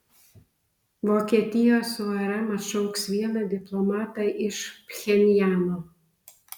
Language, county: Lithuanian, Vilnius